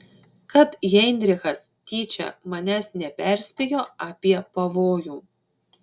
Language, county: Lithuanian, Šiauliai